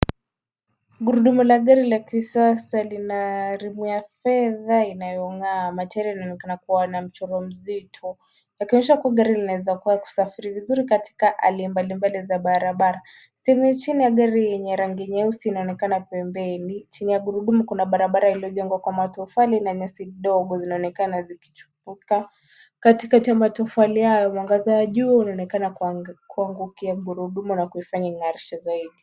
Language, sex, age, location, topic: Swahili, female, 18-24, Kisumu, finance